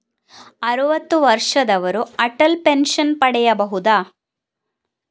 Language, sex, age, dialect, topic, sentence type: Kannada, female, 41-45, Coastal/Dakshin, banking, question